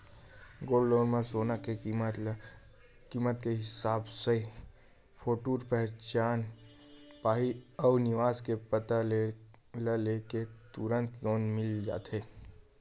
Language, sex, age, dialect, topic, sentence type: Chhattisgarhi, male, 18-24, Western/Budati/Khatahi, banking, statement